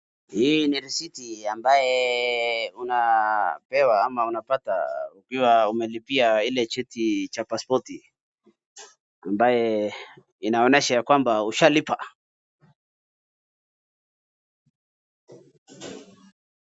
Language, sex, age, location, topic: Swahili, male, 36-49, Wajir, government